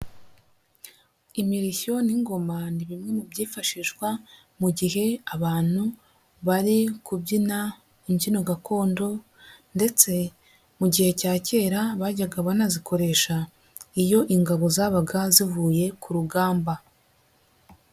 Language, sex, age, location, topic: Kinyarwanda, male, 50+, Nyagatare, government